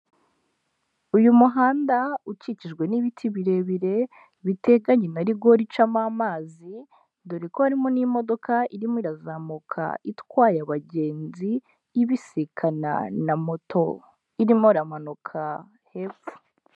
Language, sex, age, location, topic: Kinyarwanda, female, 18-24, Huye, government